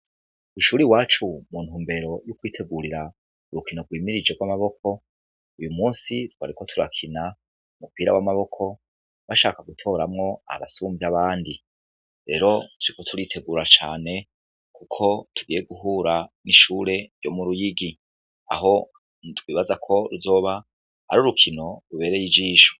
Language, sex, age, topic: Rundi, male, 36-49, education